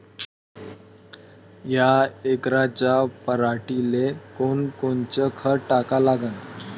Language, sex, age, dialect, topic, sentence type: Marathi, male, 18-24, Varhadi, agriculture, question